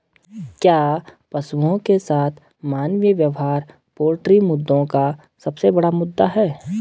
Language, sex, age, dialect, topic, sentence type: Hindi, male, 18-24, Garhwali, agriculture, statement